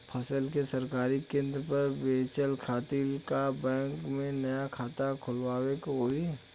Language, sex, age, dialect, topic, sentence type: Bhojpuri, male, 25-30, Western, banking, question